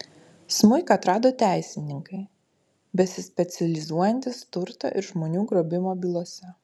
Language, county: Lithuanian, Utena